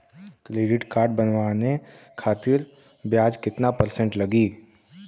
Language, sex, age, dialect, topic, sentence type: Bhojpuri, male, 18-24, Western, banking, question